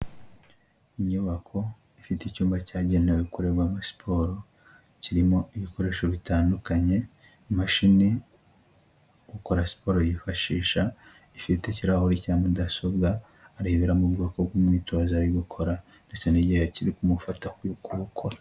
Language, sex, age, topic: Kinyarwanda, male, 18-24, health